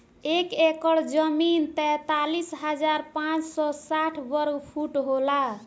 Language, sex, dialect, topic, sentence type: Bhojpuri, female, Southern / Standard, agriculture, statement